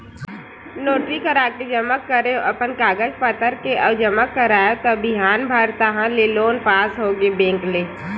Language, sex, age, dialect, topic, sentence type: Chhattisgarhi, male, 18-24, Western/Budati/Khatahi, banking, statement